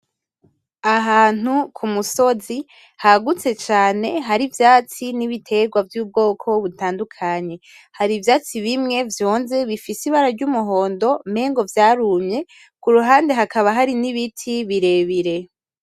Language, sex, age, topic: Rundi, female, 18-24, agriculture